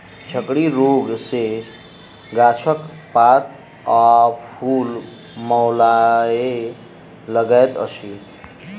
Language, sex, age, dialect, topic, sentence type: Maithili, male, 18-24, Southern/Standard, agriculture, statement